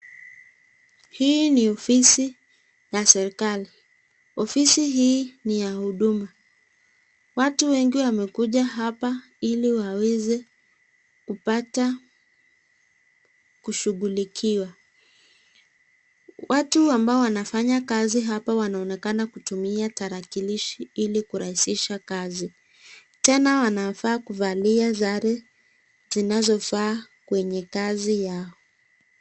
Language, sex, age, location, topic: Swahili, female, 25-35, Nakuru, government